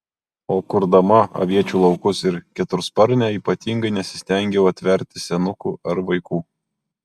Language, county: Lithuanian, Kaunas